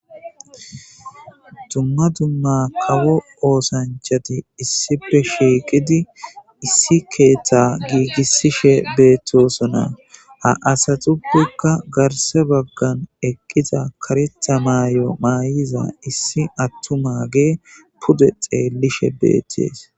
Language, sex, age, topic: Gamo, male, 25-35, government